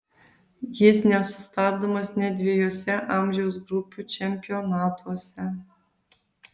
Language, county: Lithuanian, Vilnius